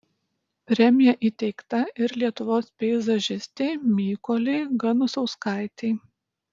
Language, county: Lithuanian, Utena